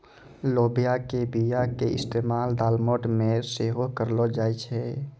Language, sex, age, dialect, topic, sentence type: Maithili, male, 25-30, Angika, agriculture, statement